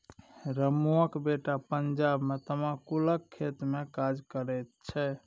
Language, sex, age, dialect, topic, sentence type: Maithili, male, 31-35, Bajjika, agriculture, statement